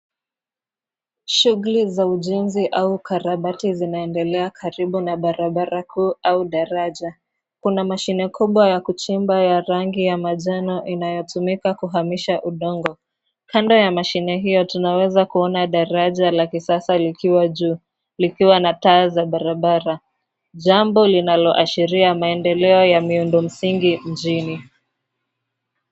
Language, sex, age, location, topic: Swahili, female, 25-35, Nairobi, government